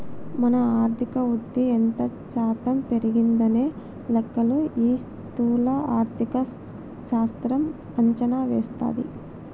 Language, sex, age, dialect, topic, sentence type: Telugu, female, 60-100, Telangana, banking, statement